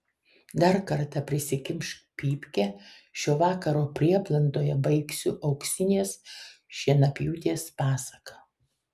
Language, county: Lithuanian, Kaunas